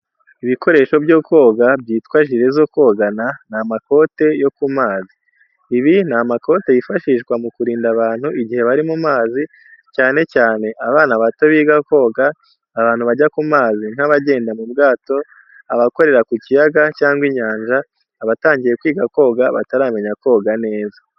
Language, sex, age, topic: Kinyarwanda, male, 18-24, education